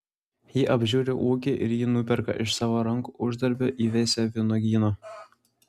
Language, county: Lithuanian, Klaipėda